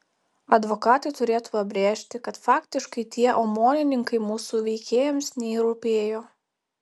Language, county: Lithuanian, Telšiai